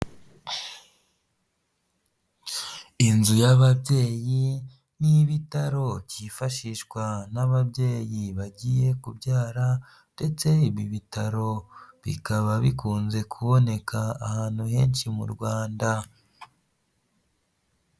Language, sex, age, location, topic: Kinyarwanda, female, 18-24, Huye, health